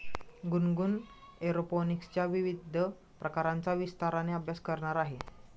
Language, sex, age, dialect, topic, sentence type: Marathi, male, 25-30, Standard Marathi, agriculture, statement